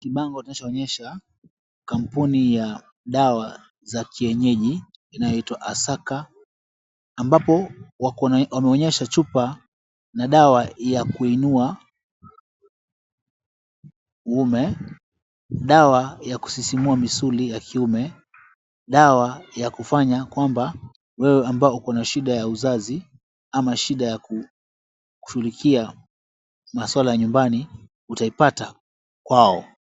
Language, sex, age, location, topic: Swahili, male, 36-49, Mombasa, health